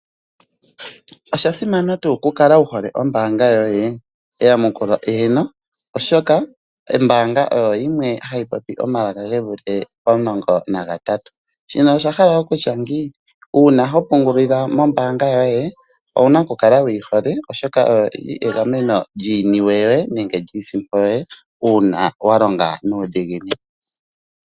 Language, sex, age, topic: Oshiwambo, male, 25-35, finance